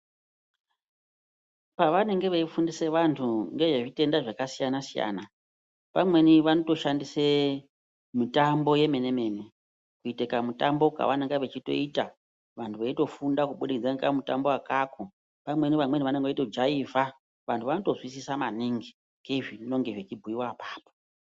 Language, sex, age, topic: Ndau, female, 36-49, health